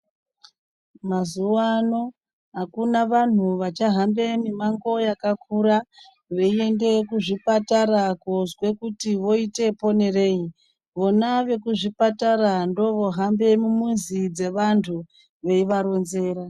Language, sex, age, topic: Ndau, male, 36-49, health